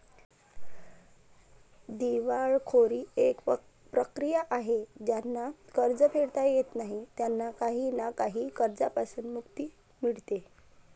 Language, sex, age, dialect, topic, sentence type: Marathi, female, 25-30, Varhadi, banking, statement